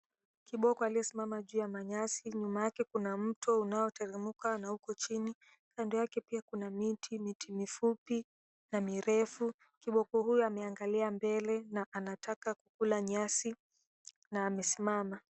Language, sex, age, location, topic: Swahili, female, 18-24, Mombasa, agriculture